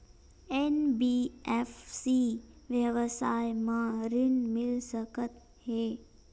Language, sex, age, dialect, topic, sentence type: Chhattisgarhi, female, 25-30, Western/Budati/Khatahi, banking, question